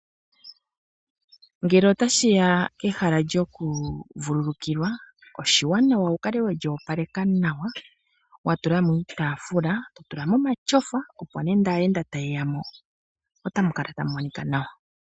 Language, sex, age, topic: Oshiwambo, female, 36-49, finance